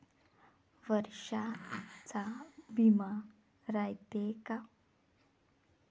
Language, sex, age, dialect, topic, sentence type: Marathi, female, 25-30, Varhadi, banking, question